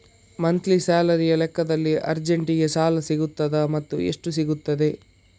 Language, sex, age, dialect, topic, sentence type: Kannada, male, 51-55, Coastal/Dakshin, banking, question